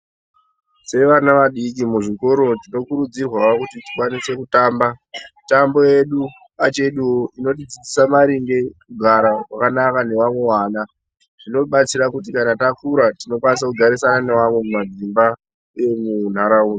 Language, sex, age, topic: Ndau, male, 18-24, education